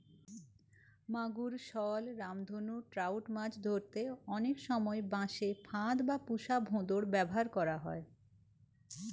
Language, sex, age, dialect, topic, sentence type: Bengali, female, 36-40, Western, agriculture, statement